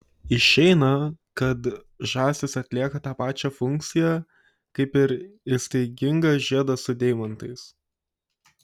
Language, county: Lithuanian, Kaunas